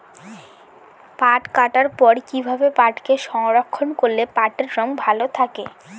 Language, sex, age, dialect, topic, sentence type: Bengali, female, 18-24, Northern/Varendri, agriculture, question